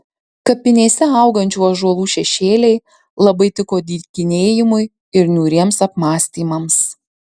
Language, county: Lithuanian, Marijampolė